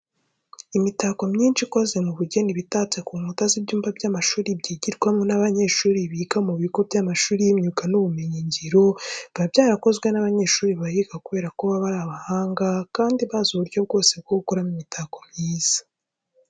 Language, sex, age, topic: Kinyarwanda, female, 18-24, education